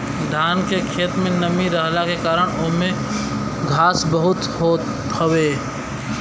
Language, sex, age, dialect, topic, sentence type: Bhojpuri, male, 25-30, Western, agriculture, statement